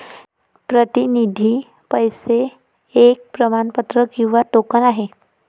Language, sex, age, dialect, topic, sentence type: Marathi, female, 18-24, Varhadi, banking, statement